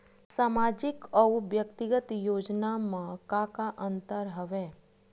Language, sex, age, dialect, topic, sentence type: Chhattisgarhi, female, 36-40, Western/Budati/Khatahi, banking, question